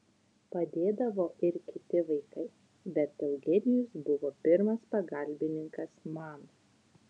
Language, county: Lithuanian, Utena